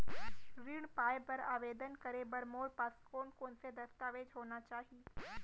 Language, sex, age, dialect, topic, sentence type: Chhattisgarhi, female, 18-24, Central, banking, question